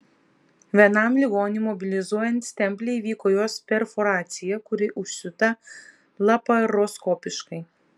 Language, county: Lithuanian, Vilnius